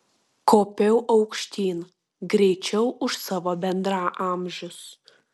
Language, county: Lithuanian, Klaipėda